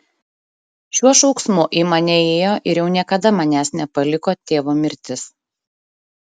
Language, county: Lithuanian, Šiauliai